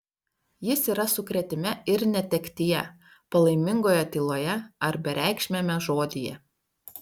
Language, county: Lithuanian, Panevėžys